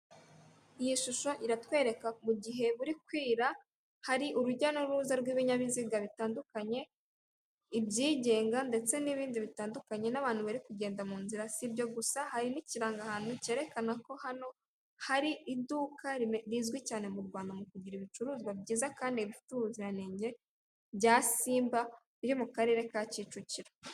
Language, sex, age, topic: Kinyarwanda, female, 36-49, finance